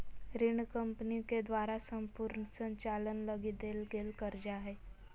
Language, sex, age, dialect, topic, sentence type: Magahi, female, 18-24, Southern, banking, statement